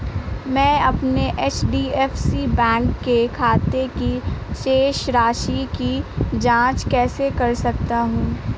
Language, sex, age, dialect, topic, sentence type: Hindi, female, 18-24, Awadhi Bundeli, banking, question